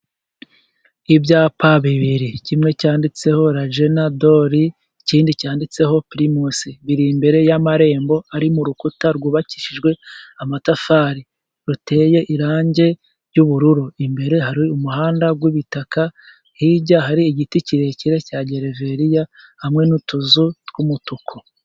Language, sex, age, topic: Kinyarwanda, male, 25-35, finance